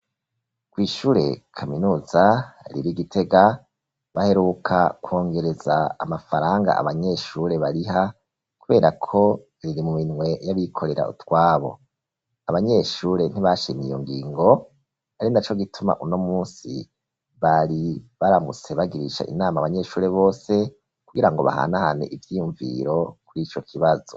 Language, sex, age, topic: Rundi, male, 36-49, education